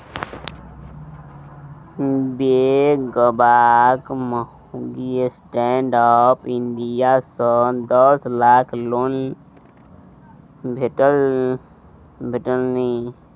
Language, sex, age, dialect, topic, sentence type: Maithili, male, 18-24, Bajjika, banking, statement